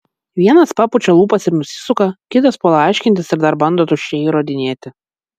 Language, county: Lithuanian, Vilnius